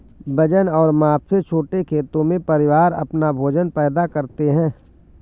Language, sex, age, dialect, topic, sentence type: Hindi, male, 41-45, Awadhi Bundeli, agriculture, statement